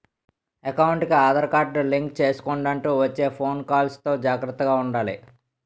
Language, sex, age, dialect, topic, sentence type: Telugu, male, 18-24, Utterandhra, banking, statement